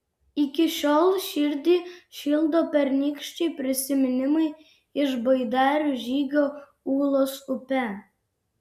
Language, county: Lithuanian, Vilnius